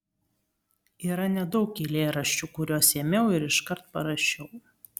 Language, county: Lithuanian, Kaunas